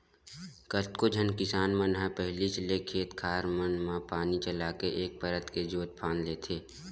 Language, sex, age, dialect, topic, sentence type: Chhattisgarhi, male, 18-24, Western/Budati/Khatahi, agriculture, statement